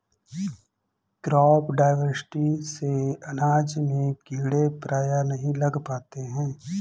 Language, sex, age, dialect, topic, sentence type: Hindi, male, 25-30, Awadhi Bundeli, agriculture, statement